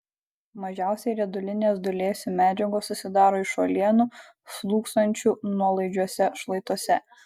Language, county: Lithuanian, Kaunas